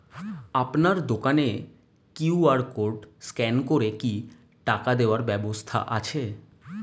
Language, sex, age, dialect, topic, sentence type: Bengali, male, 25-30, Standard Colloquial, banking, question